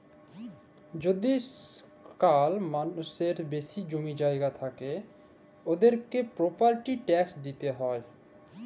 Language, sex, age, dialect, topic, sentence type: Bengali, male, 25-30, Jharkhandi, banking, statement